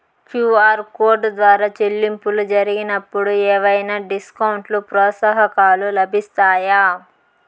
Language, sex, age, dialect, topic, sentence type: Telugu, female, 25-30, Southern, banking, question